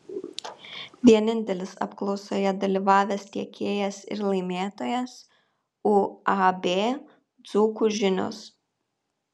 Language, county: Lithuanian, Kaunas